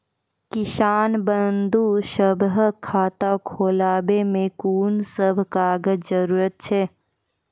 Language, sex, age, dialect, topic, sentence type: Maithili, female, 41-45, Angika, banking, question